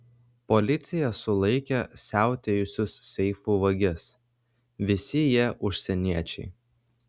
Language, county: Lithuanian, Vilnius